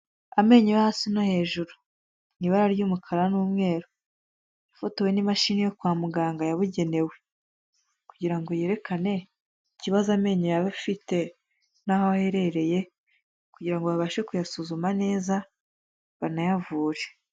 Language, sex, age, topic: Kinyarwanda, female, 18-24, health